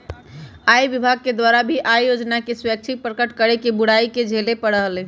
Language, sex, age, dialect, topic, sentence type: Magahi, male, 31-35, Western, banking, statement